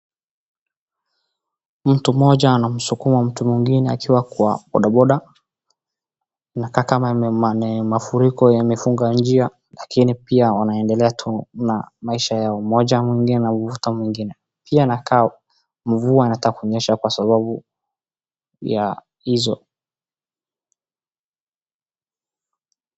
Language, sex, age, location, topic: Swahili, male, 18-24, Wajir, health